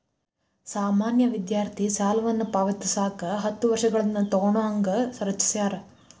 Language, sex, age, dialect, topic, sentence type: Kannada, female, 18-24, Dharwad Kannada, banking, statement